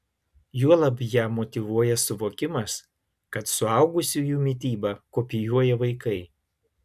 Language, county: Lithuanian, Klaipėda